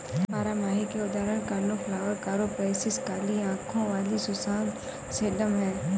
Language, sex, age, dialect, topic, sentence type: Hindi, female, 25-30, Awadhi Bundeli, agriculture, statement